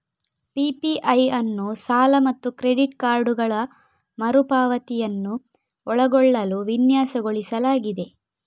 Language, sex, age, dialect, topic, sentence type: Kannada, female, 25-30, Coastal/Dakshin, banking, statement